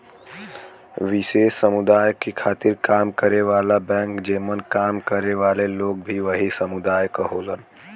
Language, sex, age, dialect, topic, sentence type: Bhojpuri, female, 18-24, Western, banking, statement